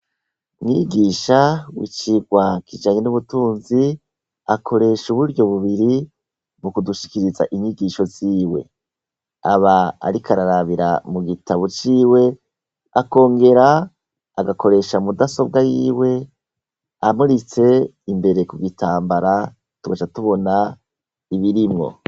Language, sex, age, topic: Rundi, male, 36-49, education